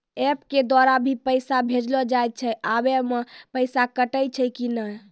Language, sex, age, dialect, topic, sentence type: Maithili, female, 18-24, Angika, banking, question